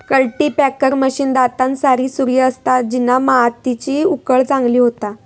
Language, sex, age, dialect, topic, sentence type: Marathi, female, 18-24, Southern Konkan, agriculture, statement